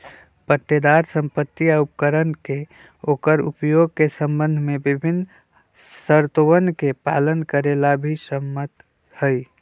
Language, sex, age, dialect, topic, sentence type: Magahi, male, 25-30, Western, banking, statement